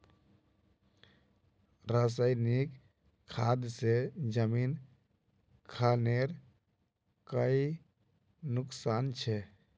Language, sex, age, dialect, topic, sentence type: Magahi, male, 25-30, Northeastern/Surjapuri, agriculture, question